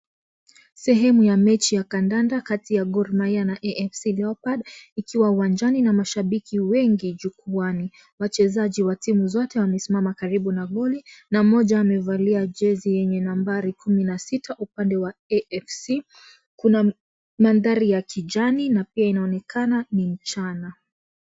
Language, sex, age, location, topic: Swahili, female, 18-24, Kisii, government